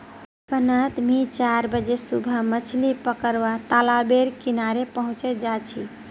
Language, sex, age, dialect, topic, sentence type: Magahi, female, 41-45, Northeastern/Surjapuri, agriculture, statement